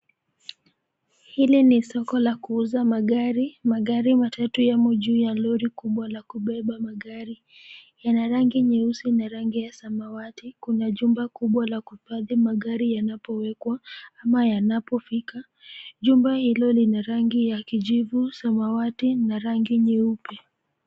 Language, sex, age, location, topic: Swahili, female, 25-35, Nairobi, finance